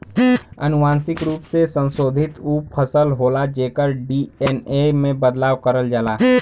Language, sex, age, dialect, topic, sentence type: Bhojpuri, male, 18-24, Western, agriculture, statement